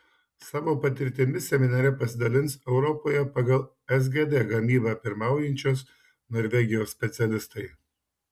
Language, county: Lithuanian, Šiauliai